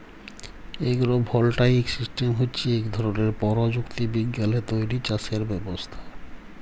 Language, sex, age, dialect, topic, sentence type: Bengali, male, 18-24, Jharkhandi, agriculture, statement